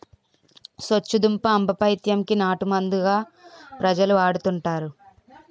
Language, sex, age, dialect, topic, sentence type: Telugu, female, 18-24, Utterandhra, agriculture, statement